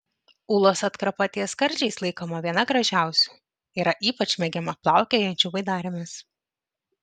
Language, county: Lithuanian, Vilnius